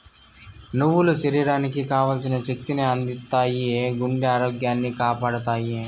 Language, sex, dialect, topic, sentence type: Telugu, male, Southern, agriculture, statement